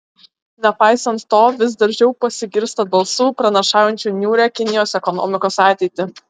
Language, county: Lithuanian, Klaipėda